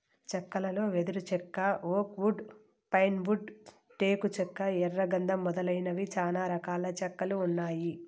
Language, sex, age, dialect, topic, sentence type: Telugu, female, 18-24, Southern, agriculture, statement